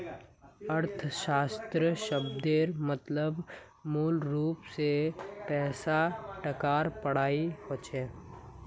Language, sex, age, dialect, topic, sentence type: Magahi, male, 18-24, Northeastern/Surjapuri, banking, statement